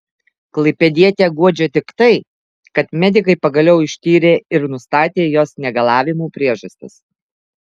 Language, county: Lithuanian, Alytus